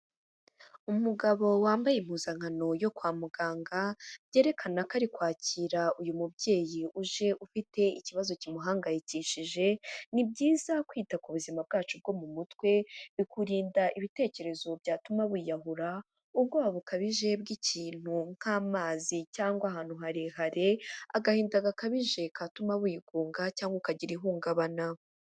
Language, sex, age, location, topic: Kinyarwanda, female, 25-35, Huye, health